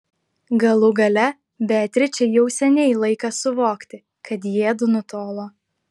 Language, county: Lithuanian, Klaipėda